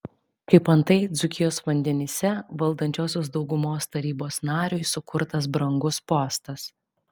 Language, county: Lithuanian, Vilnius